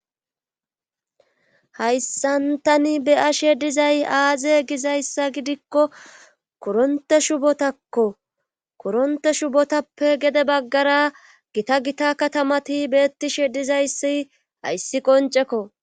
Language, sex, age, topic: Gamo, female, 36-49, government